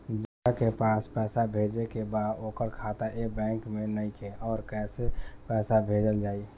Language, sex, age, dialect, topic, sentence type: Bhojpuri, male, 18-24, Southern / Standard, banking, question